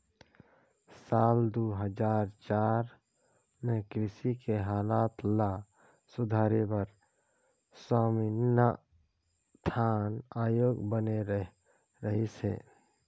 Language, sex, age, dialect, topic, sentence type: Chhattisgarhi, male, 25-30, Northern/Bhandar, agriculture, statement